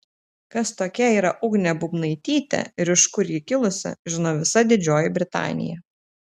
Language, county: Lithuanian, Telšiai